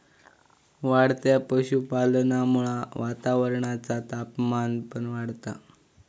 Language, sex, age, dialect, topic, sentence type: Marathi, male, 18-24, Southern Konkan, agriculture, statement